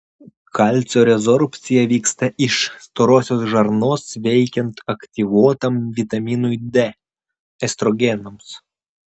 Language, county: Lithuanian, Vilnius